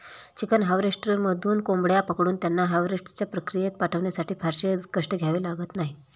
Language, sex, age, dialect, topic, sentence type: Marathi, female, 31-35, Standard Marathi, agriculture, statement